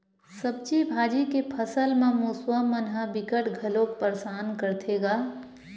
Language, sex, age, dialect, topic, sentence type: Chhattisgarhi, female, 18-24, Western/Budati/Khatahi, agriculture, statement